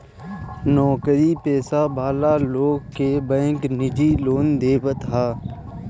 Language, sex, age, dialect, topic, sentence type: Bhojpuri, male, 18-24, Northern, banking, statement